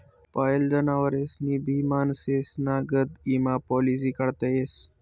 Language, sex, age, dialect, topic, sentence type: Marathi, male, 25-30, Northern Konkan, banking, statement